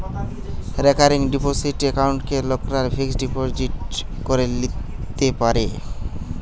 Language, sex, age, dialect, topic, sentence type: Bengali, male, 18-24, Western, banking, statement